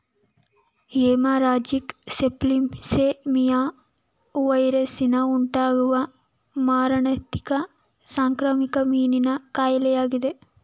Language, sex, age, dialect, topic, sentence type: Kannada, female, 18-24, Mysore Kannada, agriculture, statement